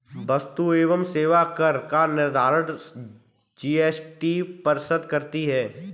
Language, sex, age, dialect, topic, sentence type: Hindi, male, 25-30, Kanauji Braj Bhasha, banking, statement